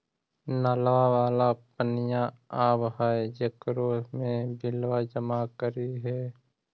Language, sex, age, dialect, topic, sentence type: Magahi, male, 18-24, Central/Standard, banking, question